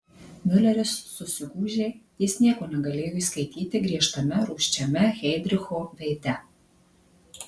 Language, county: Lithuanian, Marijampolė